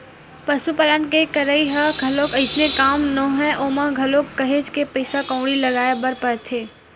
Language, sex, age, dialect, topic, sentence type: Chhattisgarhi, female, 18-24, Western/Budati/Khatahi, banking, statement